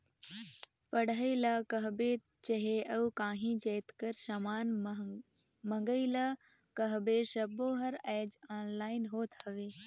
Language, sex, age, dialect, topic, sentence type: Chhattisgarhi, female, 51-55, Northern/Bhandar, banking, statement